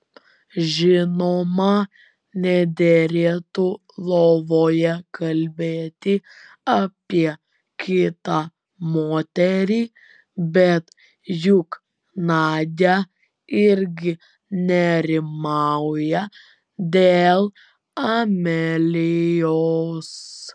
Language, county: Lithuanian, Vilnius